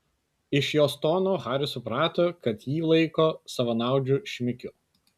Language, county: Lithuanian, Kaunas